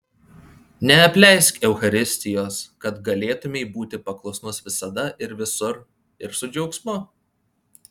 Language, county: Lithuanian, Panevėžys